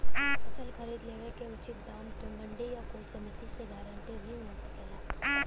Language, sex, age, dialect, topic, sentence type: Bhojpuri, female, 18-24, Western, agriculture, question